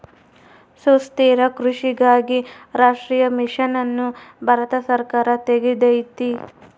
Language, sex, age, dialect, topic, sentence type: Kannada, female, 18-24, Central, agriculture, statement